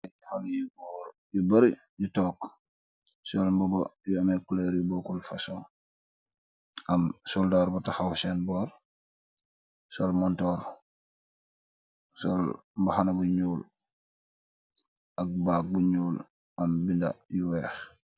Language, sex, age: Wolof, male, 25-35